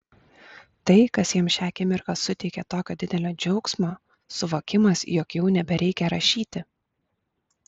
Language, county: Lithuanian, Klaipėda